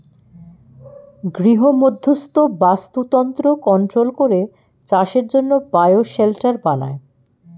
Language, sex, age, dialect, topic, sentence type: Bengali, female, 51-55, Standard Colloquial, agriculture, statement